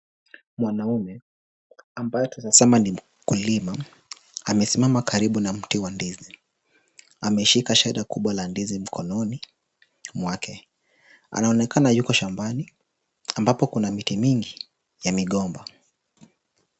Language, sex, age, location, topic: Swahili, male, 18-24, Kisumu, agriculture